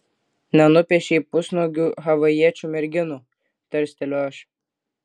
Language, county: Lithuanian, Klaipėda